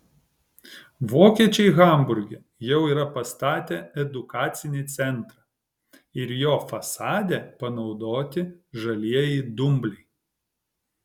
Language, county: Lithuanian, Kaunas